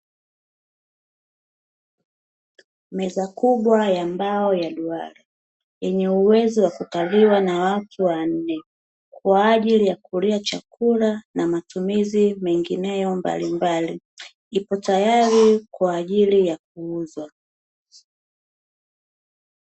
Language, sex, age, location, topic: Swahili, female, 25-35, Dar es Salaam, finance